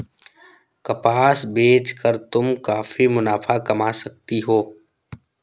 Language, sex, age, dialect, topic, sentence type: Hindi, male, 51-55, Awadhi Bundeli, agriculture, statement